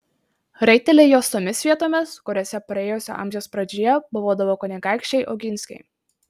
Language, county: Lithuanian, Marijampolė